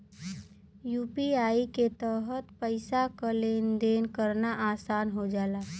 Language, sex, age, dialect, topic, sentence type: Bhojpuri, female, 18-24, Western, banking, statement